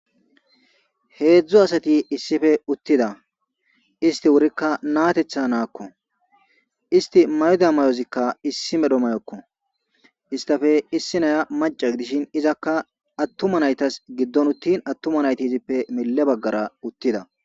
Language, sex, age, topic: Gamo, male, 25-35, government